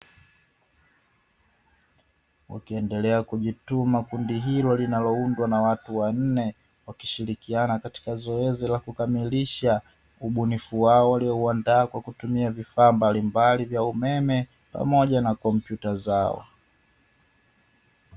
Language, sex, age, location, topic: Swahili, male, 25-35, Dar es Salaam, education